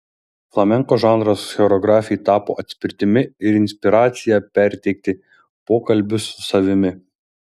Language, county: Lithuanian, Šiauliai